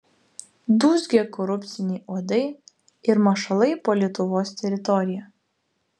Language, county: Lithuanian, Vilnius